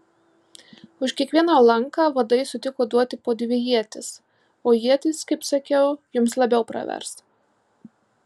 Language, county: Lithuanian, Marijampolė